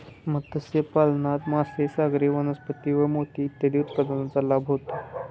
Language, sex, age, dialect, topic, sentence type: Marathi, male, 18-24, Standard Marathi, agriculture, statement